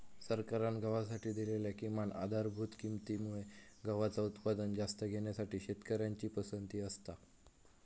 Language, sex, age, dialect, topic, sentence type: Marathi, male, 18-24, Southern Konkan, agriculture, statement